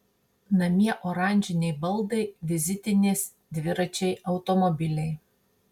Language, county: Lithuanian, Marijampolė